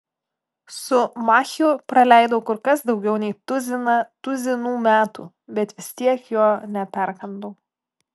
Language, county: Lithuanian, Klaipėda